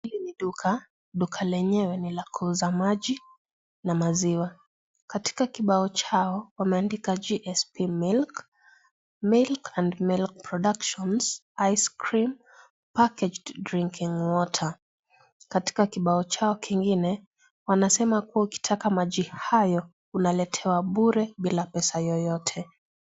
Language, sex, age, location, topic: Swahili, female, 25-35, Kisii, finance